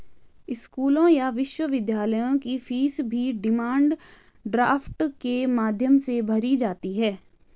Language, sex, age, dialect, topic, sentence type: Hindi, female, 18-24, Garhwali, banking, statement